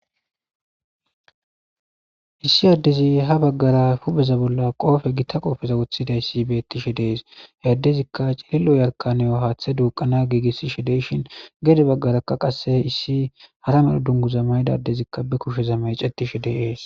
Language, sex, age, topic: Gamo, male, 25-35, government